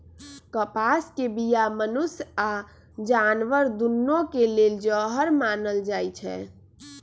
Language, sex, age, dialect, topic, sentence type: Magahi, female, 25-30, Western, agriculture, statement